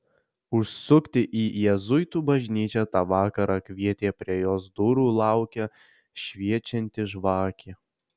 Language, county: Lithuanian, Alytus